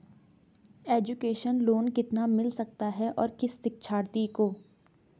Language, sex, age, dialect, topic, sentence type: Hindi, female, 18-24, Garhwali, banking, question